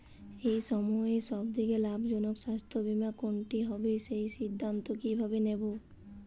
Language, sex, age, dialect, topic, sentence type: Bengali, female, 18-24, Jharkhandi, banking, question